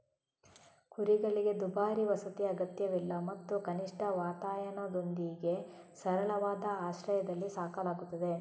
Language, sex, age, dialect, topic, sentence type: Kannada, female, 18-24, Coastal/Dakshin, agriculture, statement